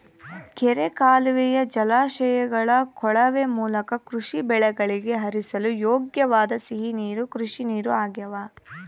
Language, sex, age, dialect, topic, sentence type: Kannada, female, 18-24, Central, agriculture, statement